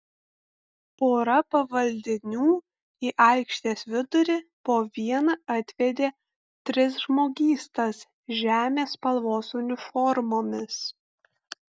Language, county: Lithuanian, Kaunas